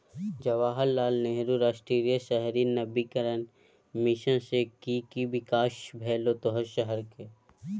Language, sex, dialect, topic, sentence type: Maithili, male, Bajjika, banking, statement